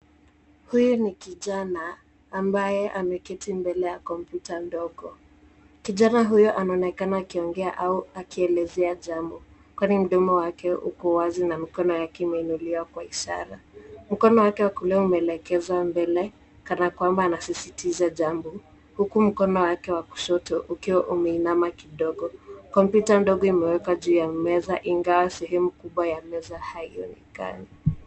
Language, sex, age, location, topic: Swahili, female, 18-24, Nairobi, education